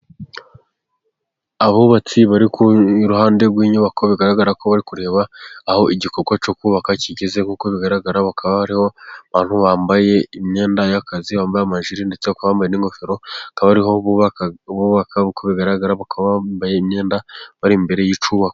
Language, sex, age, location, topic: Kinyarwanda, male, 25-35, Gakenke, education